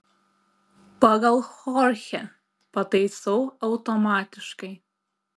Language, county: Lithuanian, Klaipėda